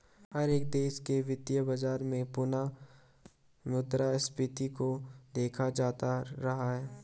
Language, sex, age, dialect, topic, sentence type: Hindi, male, 18-24, Garhwali, banking, statement